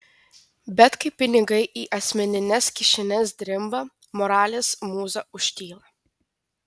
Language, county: Lithuanian, Telšiai